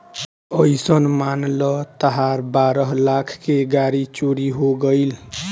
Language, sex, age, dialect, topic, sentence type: Bhojpuri, male, 18-24, Southern / Standard, banking, statement